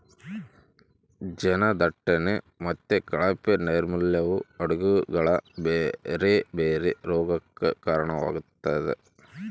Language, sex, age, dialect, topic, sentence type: Kannada, male, 31-35, Central, agriculture, statement